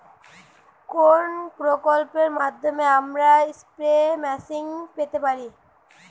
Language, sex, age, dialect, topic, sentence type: Bengali, female, 18-24, Western, agriculture, question